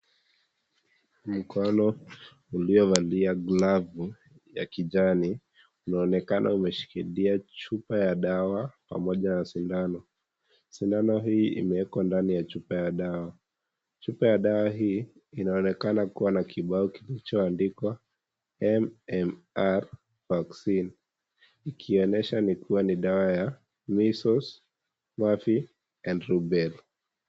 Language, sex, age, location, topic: Swahili, female, 25-35, Kisii, health